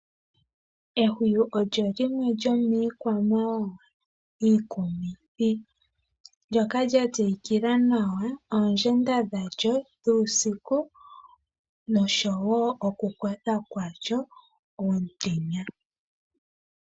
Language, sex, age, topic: Oshiwambo, female, 18-24, agriculture